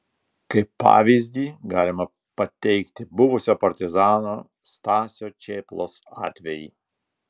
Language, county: Lithuanian, Telšiai